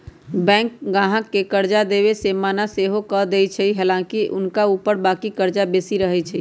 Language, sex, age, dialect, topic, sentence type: Magahi, male, 31-35, Western, banking, statement